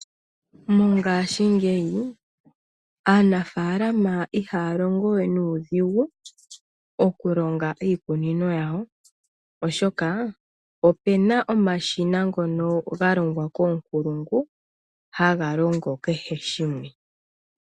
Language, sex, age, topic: Oshiwambo, male, 25-35, agriculture